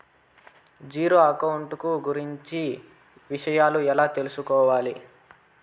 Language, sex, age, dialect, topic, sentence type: Telugu, male, 25-30, Southern, banking, question